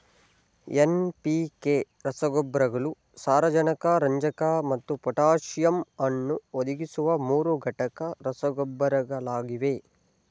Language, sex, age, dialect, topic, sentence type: Kannada, male, 60-100, Mysore Kannada, agriculture, statement